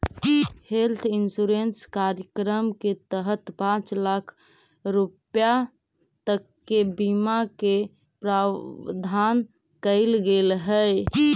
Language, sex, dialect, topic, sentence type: Magahi, female, Central/Standard, banking, statement